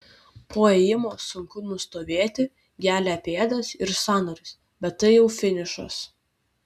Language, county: Lithuanian, Vilnius